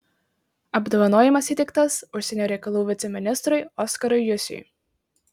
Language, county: Lithuanian, Marijampolė